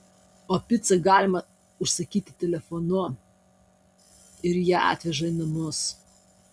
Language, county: Lithuanian, Kaunas